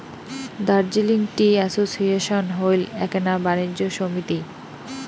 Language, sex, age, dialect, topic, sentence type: Bengali, female, 18-24, Rajbangshi, agriculture, statement